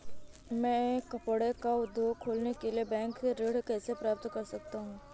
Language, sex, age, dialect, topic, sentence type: Hindi, female, 31-35, Awadhi Bundeli, banking, question